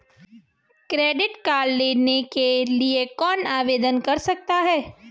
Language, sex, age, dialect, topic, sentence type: Hindi, female, 25-30, Garhwali, banking, question